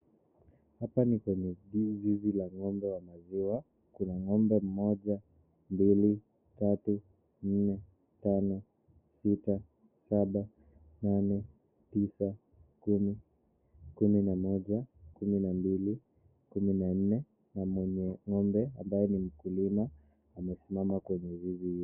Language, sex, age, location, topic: Swahili, male, 25-35, Nakuru, agriculture